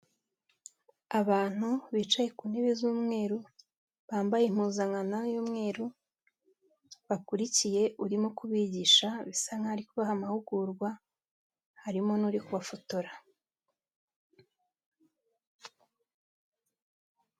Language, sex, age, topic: Kinyarwanda, female, 25-35, health